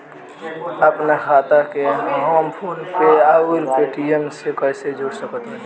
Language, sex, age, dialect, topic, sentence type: Bhojpuri, male, <18, Southern / Standard, banking, question